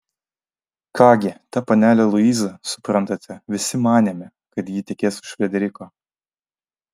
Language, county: Lithuanian, Vilnius